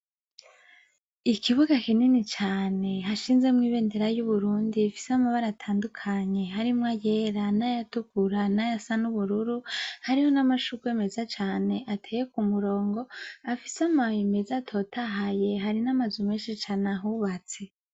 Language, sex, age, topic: Rundi, female, 25-35, education